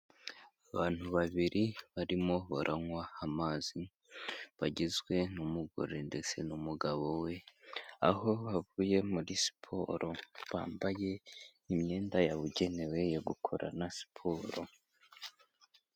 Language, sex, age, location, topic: Kinyarwanda, female, 25-35, Kigali, health